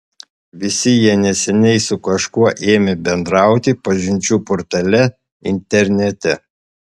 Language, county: Lithuanian, Panevėžys